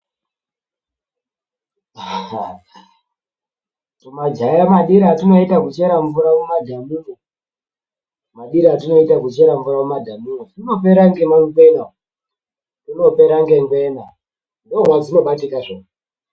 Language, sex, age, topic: Ndau, male, 18-24, health